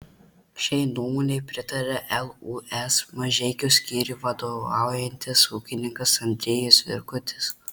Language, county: Lithuanian, Marijampolė